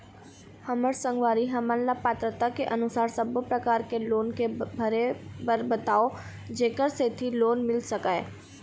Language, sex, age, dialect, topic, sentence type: Chhattisgarhi, female, 18-24, Eastern, banking, question